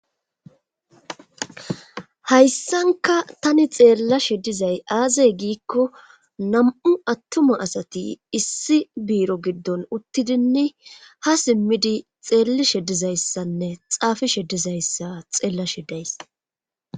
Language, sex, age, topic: Gamo, male, 25-35, government